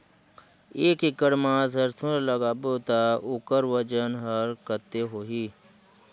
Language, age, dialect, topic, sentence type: Chhattisgarhi, 41-45, Northern/Bhandar, agriculture, question